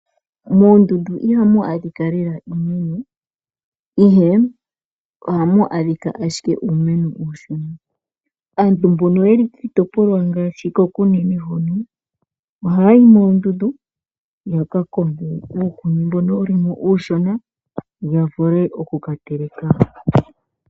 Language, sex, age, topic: Oshiwambo, male, 25-35, agriculture